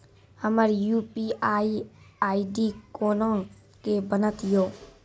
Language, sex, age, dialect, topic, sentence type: Maithili, female, 56-60, Angika, banking, question